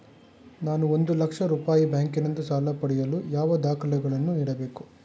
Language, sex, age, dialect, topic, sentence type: Kannada, male, 51-55, Mysore Kannada, banking, question